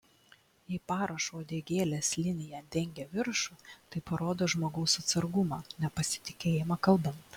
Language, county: Lithuanian, Klaipėda